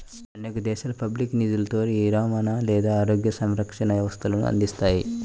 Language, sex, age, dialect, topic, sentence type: Telugu, male, 31-35, Central/Coastal, banking, statement